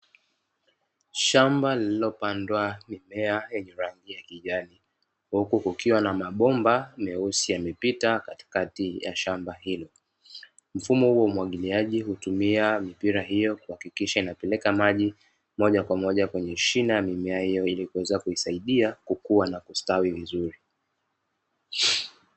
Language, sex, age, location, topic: Swahili, male, 25-35, Dar es Salaam, agriculture